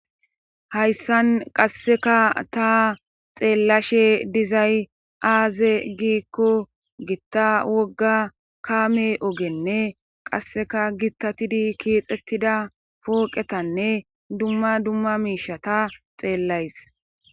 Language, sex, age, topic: Gamo, female, 36-49, government